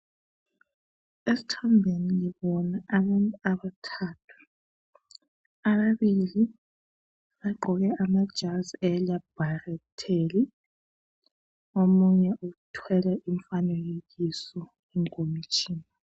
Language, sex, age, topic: North Ndebele, male, 36-49, health